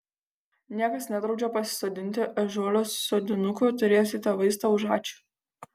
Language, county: Lithuanian, Kaunas